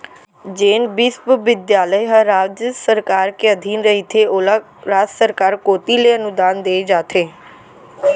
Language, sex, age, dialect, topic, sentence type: Chhattisgarhi, female, 18-24, Central, banking, statement